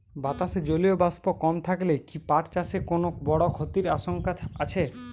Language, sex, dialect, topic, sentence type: Bengali, male, Jharkhandi, agriculture, question